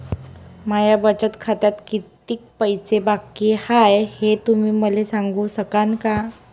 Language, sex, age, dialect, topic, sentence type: Marathi, female, 41-45, Varhadi, banking, question